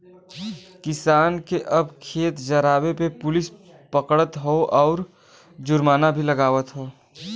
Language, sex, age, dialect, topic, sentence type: Bhojpuri, male, 18-24, Western, agriculture, statement